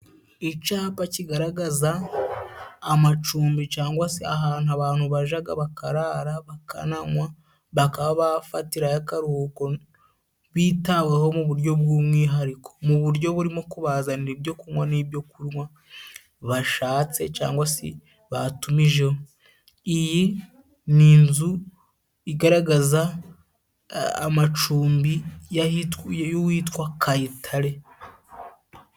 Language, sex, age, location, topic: Kinyarwanda, male, 18-24, Musanze, finance